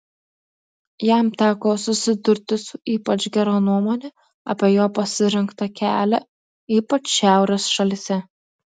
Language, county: Lithuanian, Klaipėda